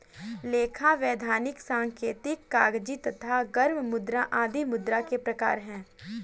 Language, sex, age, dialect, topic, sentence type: Hindi, female, 18-24, Kanauji Braj Bhasha, banking, statement